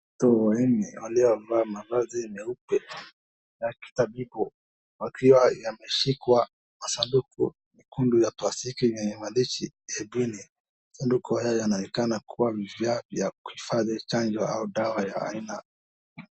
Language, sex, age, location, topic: Swahili, male, 18-24, Wajir, health